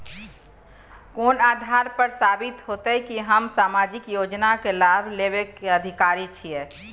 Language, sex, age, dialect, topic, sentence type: Maithili, female, 31-35, Bajjika, banking, question